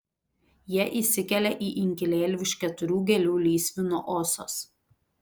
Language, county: Lithuanian, Telšiai